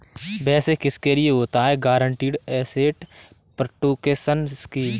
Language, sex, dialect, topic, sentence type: Hindi, male, Kanauji Braj Bhasha, banking, statement